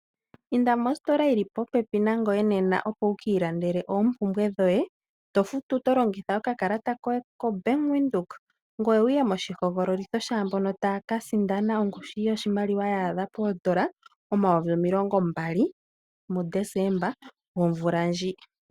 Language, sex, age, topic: Oshiwambo, female, 18-24, finance